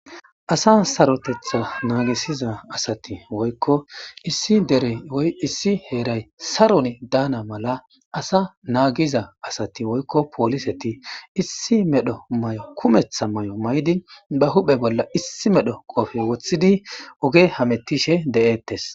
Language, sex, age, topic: Gamo, male, 25-35, government